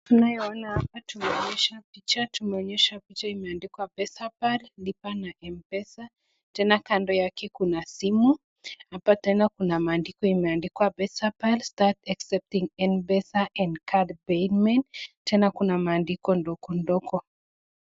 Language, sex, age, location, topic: Swahili, female, 25-35, Nakuru, finance